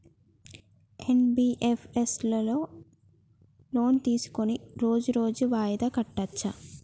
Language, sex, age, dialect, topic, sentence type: Telugu, female, 25-30, Telangana, banking, question